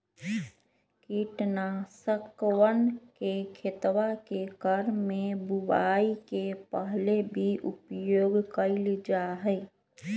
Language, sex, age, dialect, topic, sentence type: Magahi, female, 31-35, Western, agriculture, statement